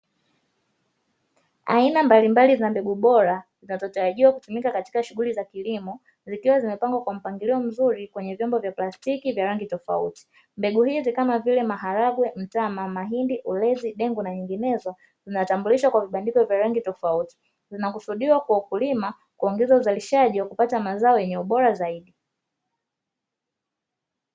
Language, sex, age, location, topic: Swahili, female, 25-35, Dar es Salaam, agriculture